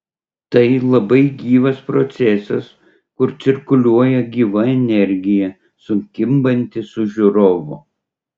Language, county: Lithuanian, Utena